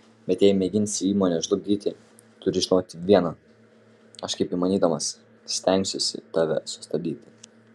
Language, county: Lithuanian, Kaunas